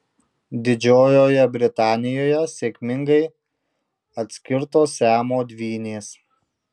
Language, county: Lithuanian, Marijampolė